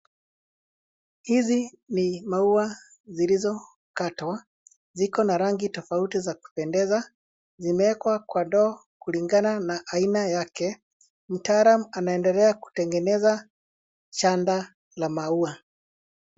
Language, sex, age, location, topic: Swahili, male, 50+, Nairobi, finance